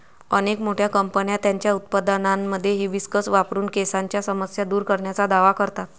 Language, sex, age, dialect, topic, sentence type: Marathi, female, 25-30, Varhadi, agriculture, statement